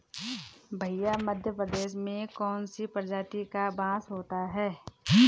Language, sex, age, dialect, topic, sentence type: Hindi, female, 31-35, Garhwali, agriculture, statement